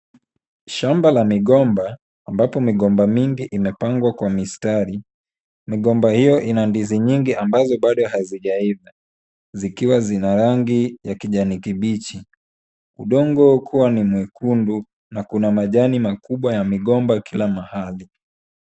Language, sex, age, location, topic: Swahili, male, 18-24, Kisumu, agriculture